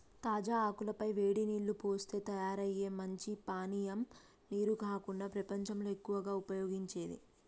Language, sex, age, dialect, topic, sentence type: Telugu, female, 25-30, Telangana, agriculture, statement